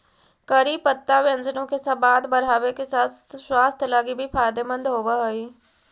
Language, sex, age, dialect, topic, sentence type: Magahi, female, 60-100, Central/Standard, agriculture, statement